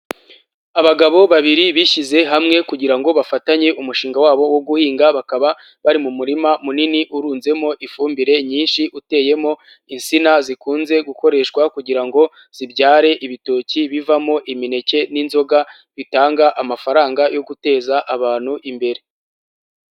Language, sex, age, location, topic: Kinyarwanda, male, 18-24, Huye, agriculture